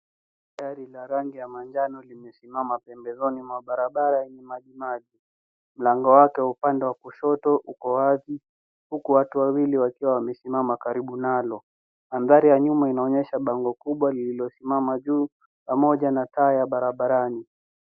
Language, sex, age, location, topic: Swahili, female, 36-49, Nairobi, government